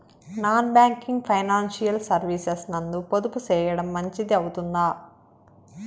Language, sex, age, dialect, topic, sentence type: Telugu, male, 56-60, Southern, banking, question